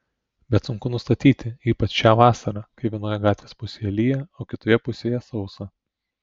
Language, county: Lithuanian, Telšiai